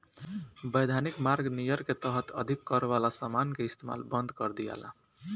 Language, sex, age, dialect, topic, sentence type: Bhojpuri, male, 18-24, Southern / Standard, banking, statement